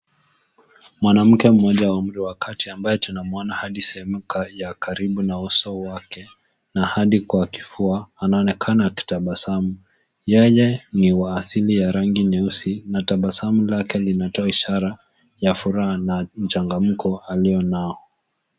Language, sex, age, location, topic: Swahili, male, 18-24, Nairobi, health